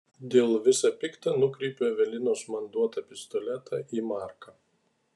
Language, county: Lithuanian, Kaunas